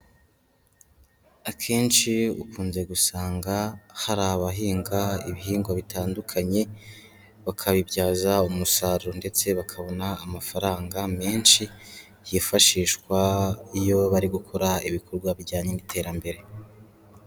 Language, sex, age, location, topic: Kinyarwanda, male, 18-24, Kigali, agriculture